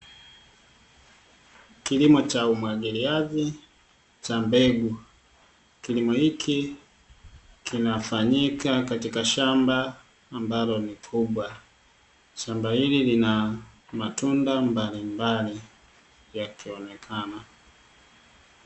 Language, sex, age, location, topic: Swahili, male, 25-35, Dar es Salaam, agriculture